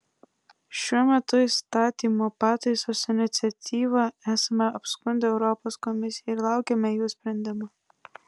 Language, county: Lithuanian, Klaipėda